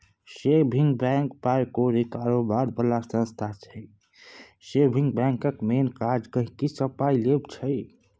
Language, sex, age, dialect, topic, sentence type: Maithili, male, 60-100, Bajjika, banking, statement